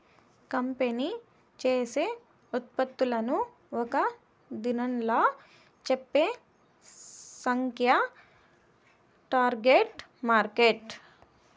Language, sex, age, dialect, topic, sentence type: Telugu, female, 18-24, Southern, banking, statement